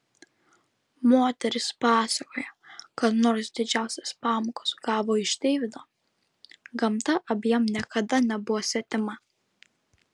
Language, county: Lithuanian, Vilnius